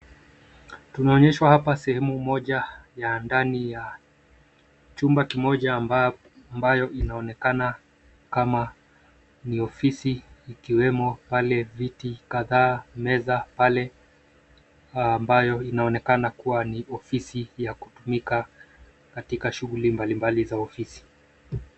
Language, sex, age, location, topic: Swahili, male, 25-35, Nairobi, education